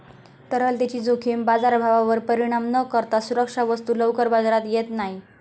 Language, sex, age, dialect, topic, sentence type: Marathi, female, 18-24, Southern Konkan, banking, statement